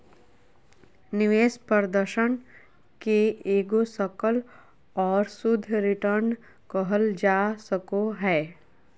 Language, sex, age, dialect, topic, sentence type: Magahi, female, 41-45, Southern, banking, statement